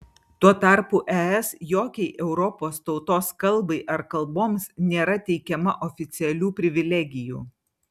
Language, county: Lithuanian, Vilnius